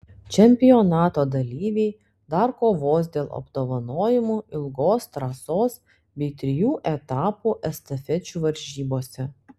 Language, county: Lithuanian, Telšiai